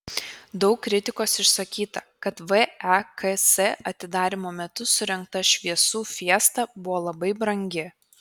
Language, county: Lithuanian, Kaunas